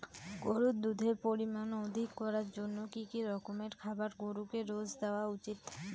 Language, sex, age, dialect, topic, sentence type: Bengali, female, 18-24, Rajbangshi, agriculture, question